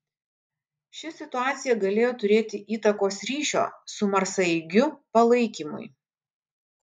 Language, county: Lithuanian, Kaunas